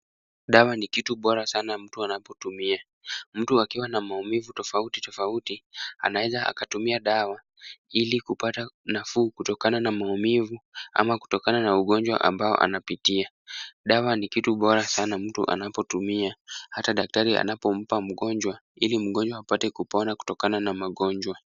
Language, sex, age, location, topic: Swahili, male, 18-24, Kisumu, health